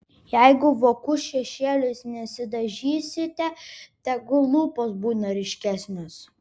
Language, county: Lithuanian, Vilnius